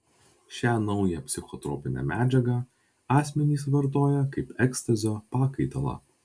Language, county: Lithuanian, Vilnius